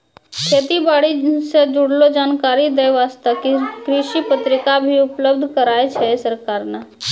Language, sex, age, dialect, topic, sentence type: Maithili, female, 25-30, Angika, agriculture, statement